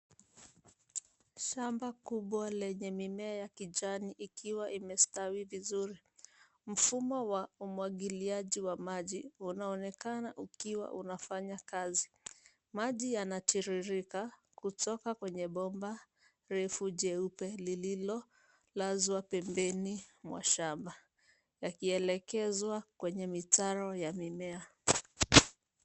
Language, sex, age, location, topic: Swahili, female, 25-35, Nairobi, agriculture